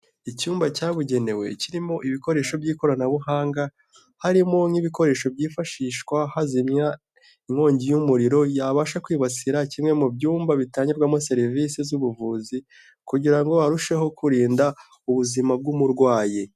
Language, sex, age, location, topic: Kinyarwanda, male, 18-24, Kigali, health